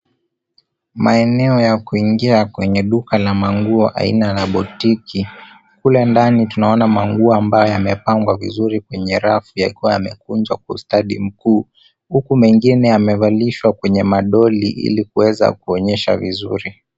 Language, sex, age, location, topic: Swahili, male, 18-24, Nairobi, finance